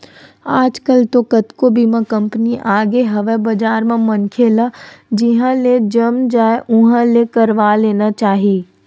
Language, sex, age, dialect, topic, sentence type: Chhattisgarhi, female, 51-55, Western/Budati/Khatahi, banking, statement